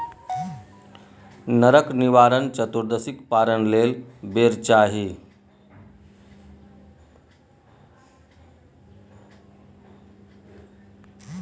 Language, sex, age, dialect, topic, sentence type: Maithili, male, 41-45, Bajjika, agriculture, statement